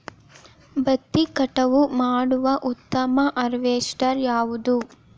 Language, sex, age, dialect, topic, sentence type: Kannada, female, 18-24, Dharwad Kannada, agriculture, question